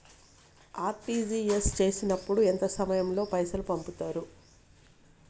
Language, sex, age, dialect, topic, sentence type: Telugu, female, 46-50, Telangana, banking, question